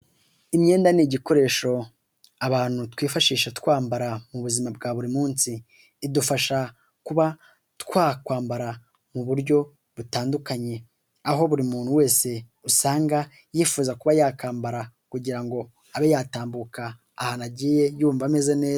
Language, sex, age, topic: Kinyarwanda, male, 18-24, finance